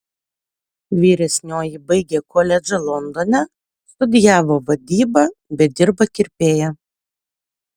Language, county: Lithuanian, Utena